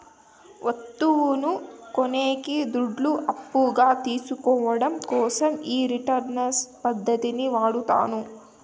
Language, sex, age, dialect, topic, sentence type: Telugu, female, 18-24, Southern, banking, statement